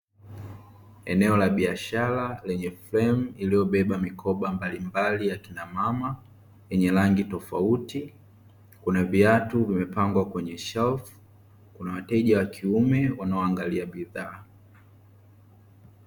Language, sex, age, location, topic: Swahili, male, 25-35, Dar es Salaam, finance